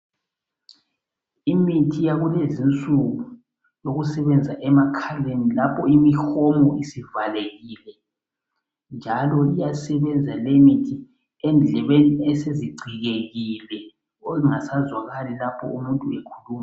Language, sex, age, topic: North Ndebele, male, 36-49, health